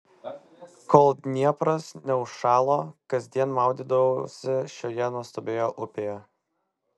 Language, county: Lithuanian, Vilnius